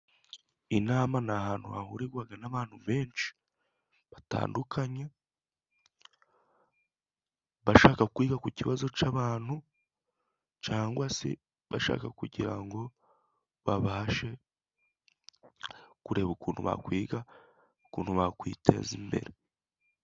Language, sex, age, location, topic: Kinyarwanda, male, 25-35, Musanze, agriculture